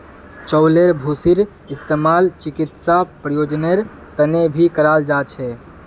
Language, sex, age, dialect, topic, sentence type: Magahi, female, 56-60, Northeastern/Surjapuri, agriculture, statement